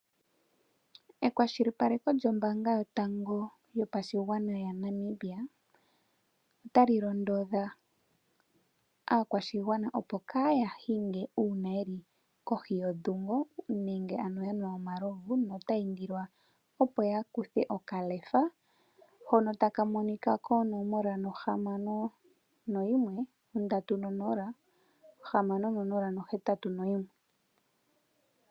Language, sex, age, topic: Oshiwambo, female, 18-24, finance